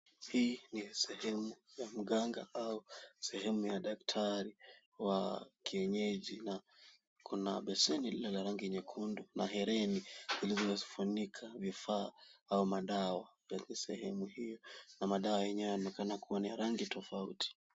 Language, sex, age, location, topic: Swahili, male, 18-24, Kisumu, health